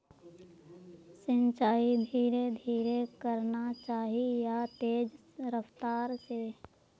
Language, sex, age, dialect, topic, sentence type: Magahi, female, 56-60, Northeastern/Surjapuri, agriculture, question